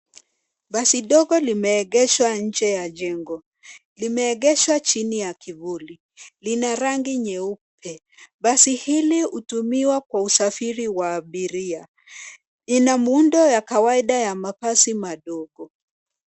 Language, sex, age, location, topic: Swahili, female, 25-35, Nairobi, finance